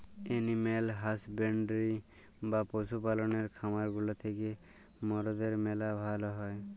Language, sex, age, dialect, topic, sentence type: Bengali, male, 41-45, Jharkhandi, agriculture, statement